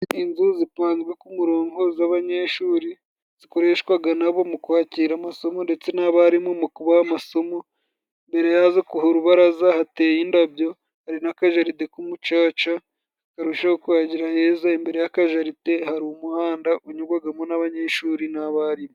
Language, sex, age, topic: Kinyarwanda, male, 18-24, education